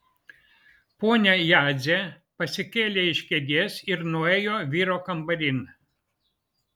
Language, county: Lithuanian, Vilnius